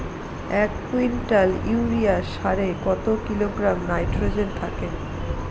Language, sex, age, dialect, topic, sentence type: Bengali, female, 25-30, Northern/Varendri, agriculture, question